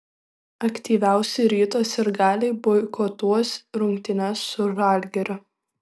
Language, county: Lithuanian, Šiauliai